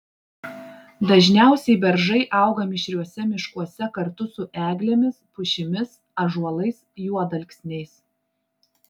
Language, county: Lithuanian, Klaipėda